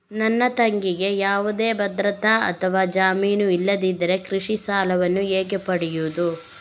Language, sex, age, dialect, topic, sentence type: Kannada, female, 18-24, Coastal/Dakshin, agriculture, statement